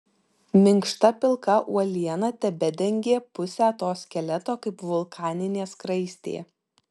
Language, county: Lithuanian, Vilnius